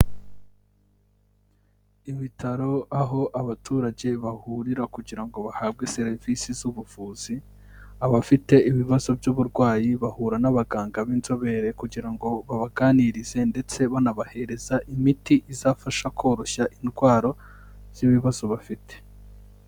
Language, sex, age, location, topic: Kinyarwanda, male, 18-24, Kigali, health